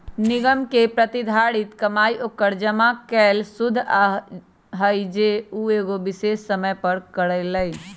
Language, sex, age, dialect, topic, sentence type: Magahi, female, 25-30, Western, banking, statement